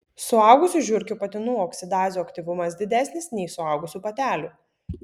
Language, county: Lithuanian, Vilnius